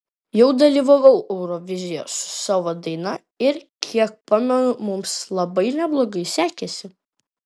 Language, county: Lithuanian, Vilnius